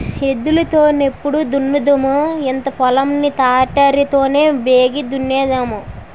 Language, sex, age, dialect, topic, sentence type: Telugu, female, 18-24, Utterandhra, agriculture, statement